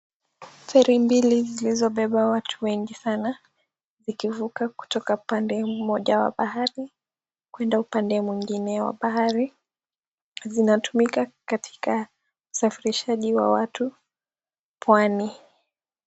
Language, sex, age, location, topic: Swahili, female, 18-24, Mombasa, government